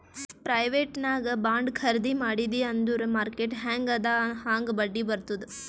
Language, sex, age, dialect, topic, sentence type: Kannada, female, 18-24, Northeastern, banking, statement